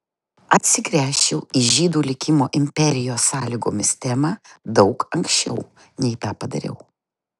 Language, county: Lithuanian, Utena